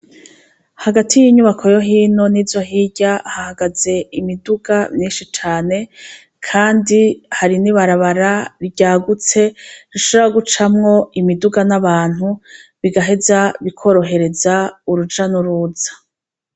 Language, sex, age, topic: Rundi, female, 36-49, education